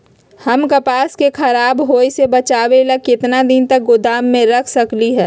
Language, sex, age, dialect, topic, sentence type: Magahi, female, 31-35, Western, agriculture, question